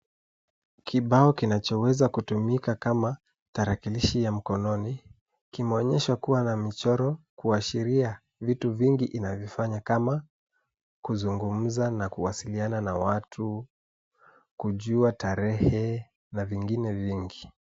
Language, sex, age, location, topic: Swahili, male, 25-35, Nairobi, education